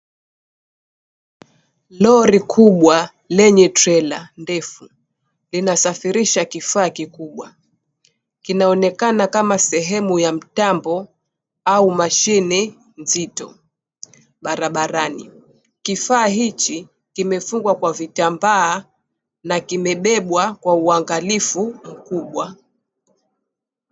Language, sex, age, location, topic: Swahili, female, 36-49, Mombasa, government